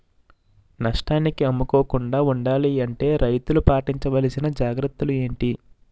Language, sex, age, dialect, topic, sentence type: Telugu, male, 41-45, Utterandhra, agriculture, question